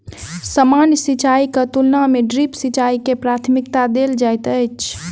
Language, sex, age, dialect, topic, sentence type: Maithili, female, 18-24, Southern/Standard, agriculture, statement